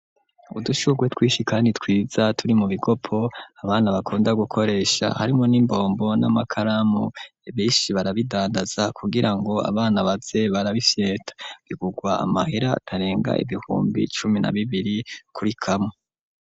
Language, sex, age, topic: Rundi, male, 25-35, education